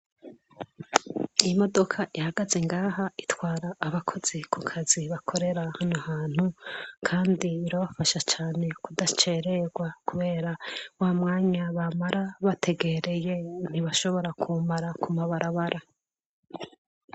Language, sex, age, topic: Rundi, female, 25-35, education